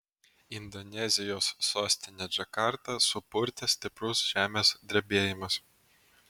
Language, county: Lithuanian, Vilnius